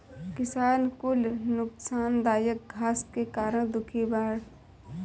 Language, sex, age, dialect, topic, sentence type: Bhojpuri, female, 18-24, Northern, agriculture, statement